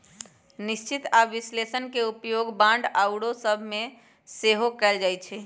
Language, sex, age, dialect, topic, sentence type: Magahi, female, 31-35, Western, banking, statement